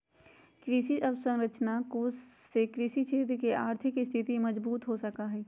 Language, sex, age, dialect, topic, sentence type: Magahi, female, 31-35, Western, agriculture, statement